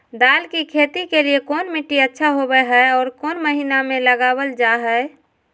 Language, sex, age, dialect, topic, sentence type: Magahi, female, 46-50, Southern, agriculture, question